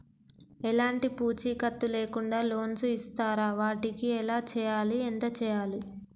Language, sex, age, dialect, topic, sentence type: Telugu, female, 18-24, Telangana, banking, question